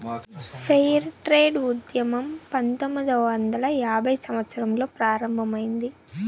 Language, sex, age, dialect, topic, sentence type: Telugu, female, 25-30, Southern, banking, statement